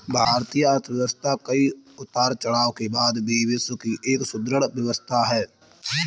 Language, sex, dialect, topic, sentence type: Hindi, male, Kanauji Braj Bhasha, banking, statement